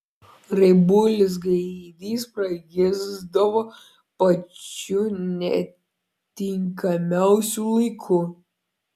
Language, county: Lithuanian, Klaipėda